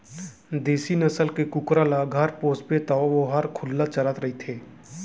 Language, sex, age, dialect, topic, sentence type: Chhattisgarhi, male, 18-24, Central, agriculture, statement